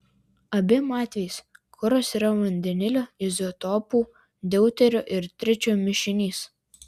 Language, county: Lithuanian, Klaipėda